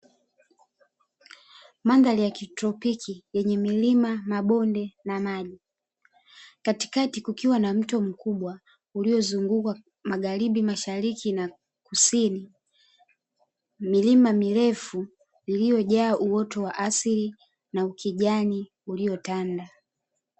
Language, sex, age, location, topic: Swahili, female, 25-35, Dar es Salaam, agriculture